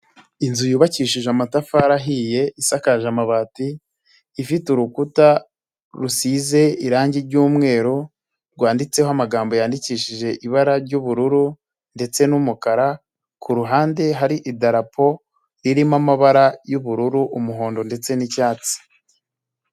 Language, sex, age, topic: Kinyarwanda, male, 25-35, education